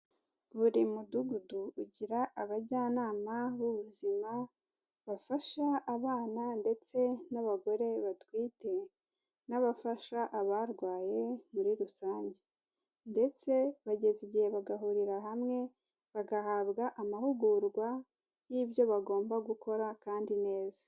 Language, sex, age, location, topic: Kinyarwanda, female, 18-24, Kigali, health